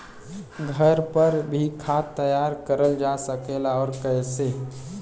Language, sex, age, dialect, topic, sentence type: Bhojpuri, male, 18-24, Western, agriculture, question